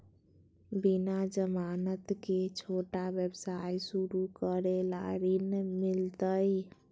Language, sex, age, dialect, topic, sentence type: Magahi, female, 25-30, Southern, banking, question